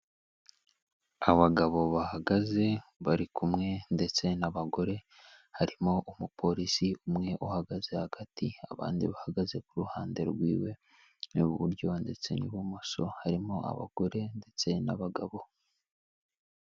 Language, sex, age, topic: Kinyarwanda, male, 18-24, health